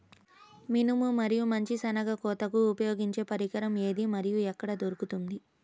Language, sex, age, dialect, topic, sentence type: Telugu, female, 31-35, Central/Coastal, agriculture, question